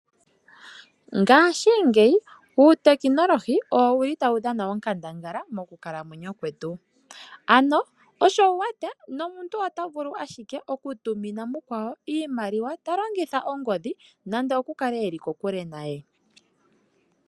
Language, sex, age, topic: Oshiwambo, female, 25-35, finance